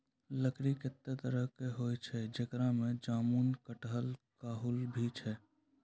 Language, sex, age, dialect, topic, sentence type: Maithili, male, 18-24, Angika, agriculture, statement